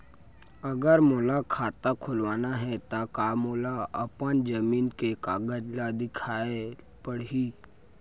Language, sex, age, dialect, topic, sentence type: Chhattisgarhi, male, 18-24, Central, banking, question